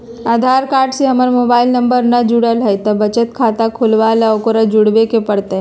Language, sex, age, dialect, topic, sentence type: Magahi, female, 31-35, Western, banking, question